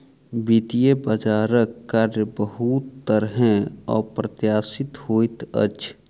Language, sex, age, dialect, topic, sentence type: Maithili, male, 36-40, Southern/Standard, banking, statement